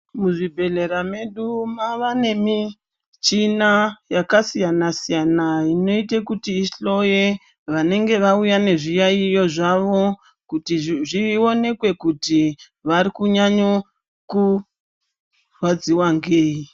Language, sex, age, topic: Ndau, female, 36-49, health